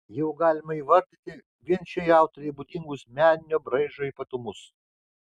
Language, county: Lithuanian, Kaunas